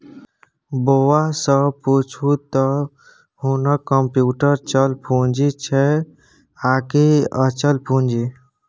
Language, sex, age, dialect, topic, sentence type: Maithili, male, 18-24, Bajjika, banking, statement